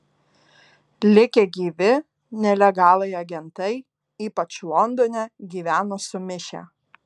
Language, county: Lithuanian, Alytus